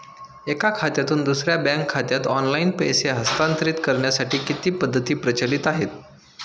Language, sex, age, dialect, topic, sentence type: Marathi, male, 25-30, Standard Marathi, banking, question